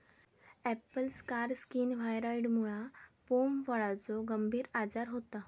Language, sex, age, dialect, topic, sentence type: Marathi, female, 18-24, Southern Konkan, agriculture, statement